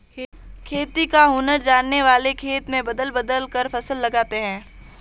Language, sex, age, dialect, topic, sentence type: Hindi, female, 18-24, Marwari Dhudhari, agriculture, statement